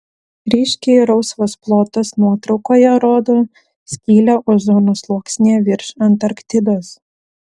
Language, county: Lithuanian, Vilnius